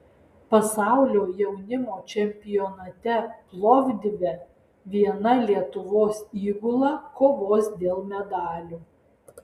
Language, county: Lithuanian, Alytus